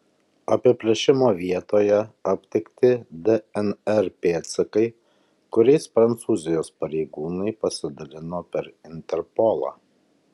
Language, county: Lithuanian, Kaunas